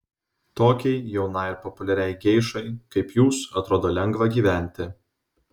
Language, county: Lithuanian, Vilnius